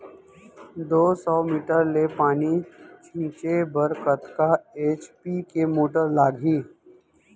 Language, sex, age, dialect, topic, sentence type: Chhattisgarhi, male, 31-35, Central, agriculture, question